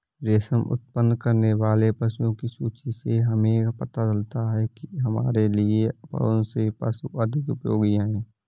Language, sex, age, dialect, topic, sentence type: Hindi, male, 25-30, Awadhi Bundeli, agriculture, statement